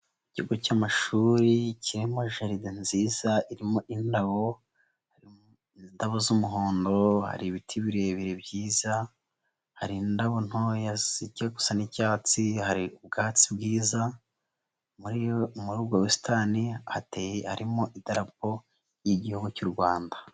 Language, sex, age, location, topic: Kinyarwanda, female, 25-35, Huye, education